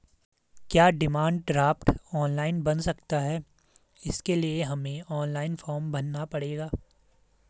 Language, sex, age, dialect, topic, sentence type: Hindi, male, 18-24, Garhwali, banking, question